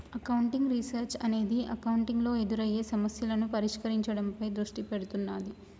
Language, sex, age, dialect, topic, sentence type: Telugu, male, 18-24, Telangana, banking, statement